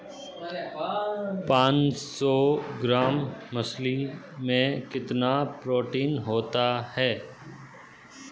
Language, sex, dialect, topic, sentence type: Hindi, male, Marwari Dhudhari, agriculture, question